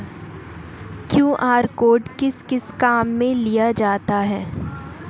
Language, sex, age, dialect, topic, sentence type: Hindi, female, 18-24, Marwari Dhudhari, banking, question